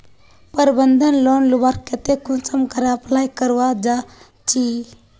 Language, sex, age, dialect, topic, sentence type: Magahi, female, 18-24, Northeastern/Surjapuri, banking, question